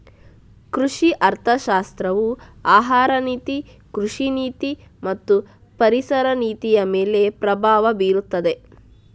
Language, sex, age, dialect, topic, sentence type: Kannada, female, 60-100, Coastal/Dakshin, banking, statement